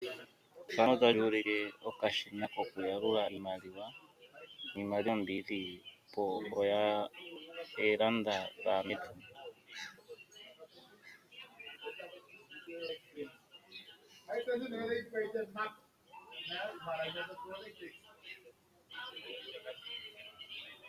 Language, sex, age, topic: Oshiwambo, male, 36-49, finance